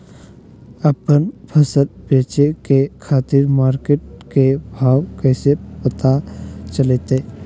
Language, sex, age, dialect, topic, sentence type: Magahi, male, 56-60, Southern, agriculture, question